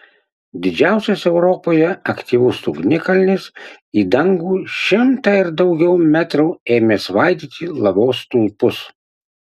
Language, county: Lithuanian, Utena